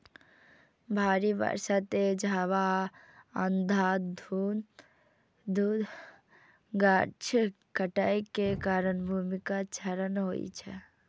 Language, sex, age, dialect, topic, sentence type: Maithili, female, 41-45, Eastern / Thethi, agriculture, statement